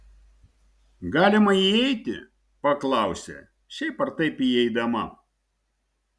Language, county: Lithuanian, Šiauliai